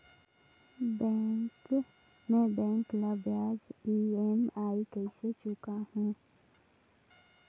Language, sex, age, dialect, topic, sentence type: Chhattisgarhi, female, 18-24, Northern/Bhandar, banking, question